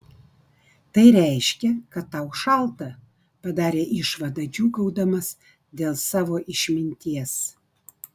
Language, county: Lithuanian, Vilnius